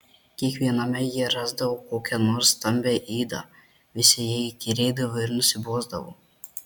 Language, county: Lithuanian, Marijampolė